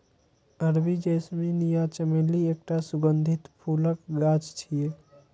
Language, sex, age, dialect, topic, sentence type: Maithili, male, 36-40, Eastern / Thethi, agriculture, statement